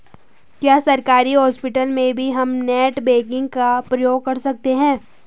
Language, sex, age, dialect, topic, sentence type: Hindi, female, 18-24, Garhwali, banking, question